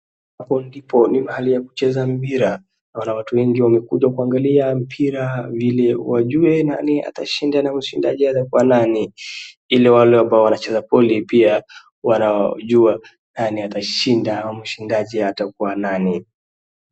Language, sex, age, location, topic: Swahili, male, 18-24, Wajir, government